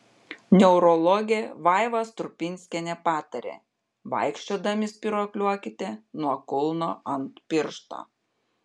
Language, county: Lithuanian, Panevėžys